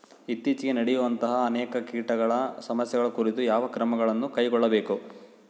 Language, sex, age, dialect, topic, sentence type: Kannada, male, 25-30, Central, agriculture, question